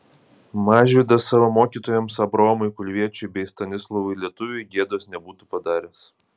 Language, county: Lithuanian, Kaunas